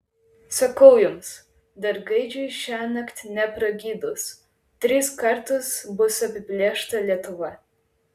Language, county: Lithuanian, Klaipėda